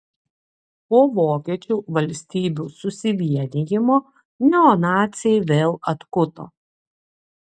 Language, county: Lithuanian, Klaipėda